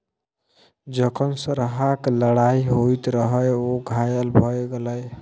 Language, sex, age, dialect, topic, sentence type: Maithili, male, 36-40, Bajjika, agriculture, statement